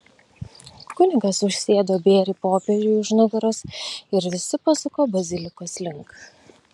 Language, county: Lithuanian, Kaunas